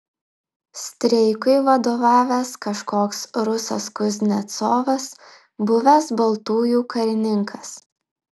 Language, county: Lithuanian, Klaipėda